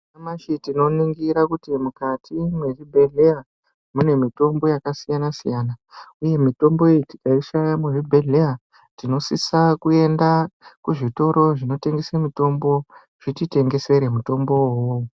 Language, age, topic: Ndau, 50+, health